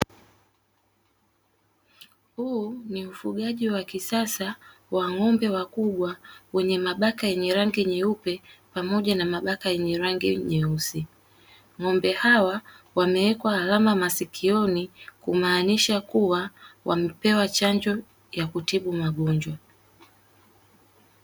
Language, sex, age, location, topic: Swahili, female, 18-24, Dar es Salaam, agriculture